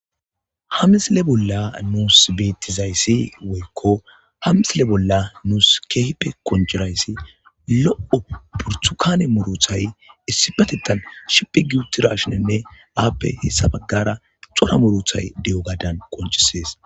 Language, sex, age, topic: Gamo, male, 25-35, agriculture